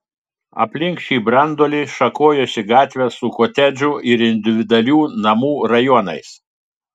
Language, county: Lithuanian, Telšiai